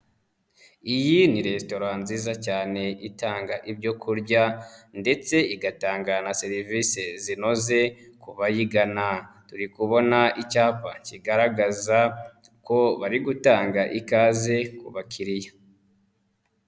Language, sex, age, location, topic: Kinyarwanda, female, 25-35, Nyagatare, finance